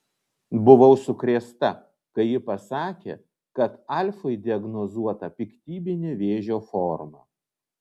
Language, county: Lithuanian, Vilnius